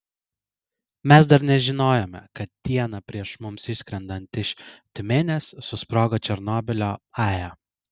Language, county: Lithuanian, Vilnius